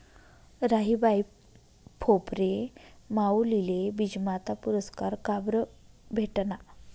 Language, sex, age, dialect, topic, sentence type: Marathi, female, 25-30, Northern Konkan, agriculture, statement